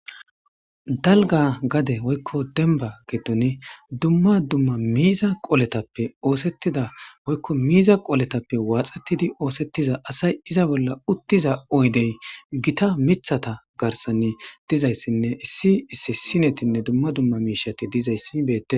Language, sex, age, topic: Gamo, female, 18-24, government